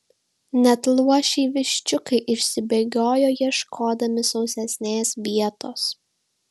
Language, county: Lithuanian, Šiauliai